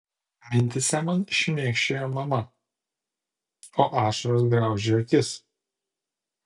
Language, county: Lithuanian, Utena